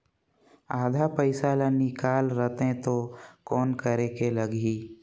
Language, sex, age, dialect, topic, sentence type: Chhattisgarhi, male, 46-50, Northern/Bhandar, banking, question